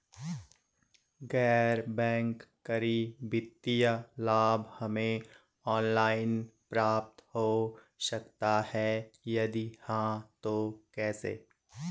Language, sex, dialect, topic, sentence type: Hindi, male, Garhwali, banking, question